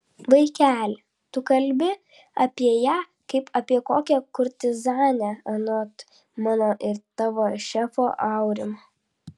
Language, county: Lithuanian, Vilnius